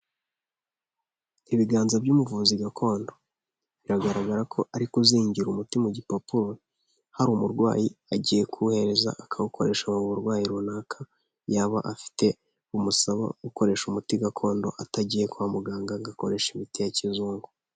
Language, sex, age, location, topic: Kinyarwanda, male, 18-24, Huye, health